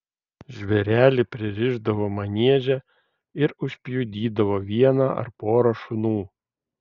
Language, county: Lithuanian, Vilnius